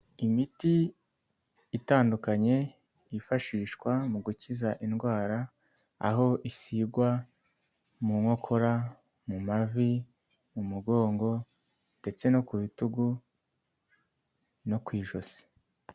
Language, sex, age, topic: Kinyarwanda, male, 18-24, health